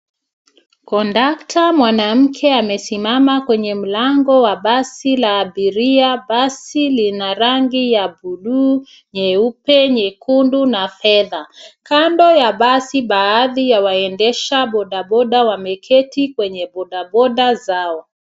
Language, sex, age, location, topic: Swahili, female, 36-49, Nairobi, government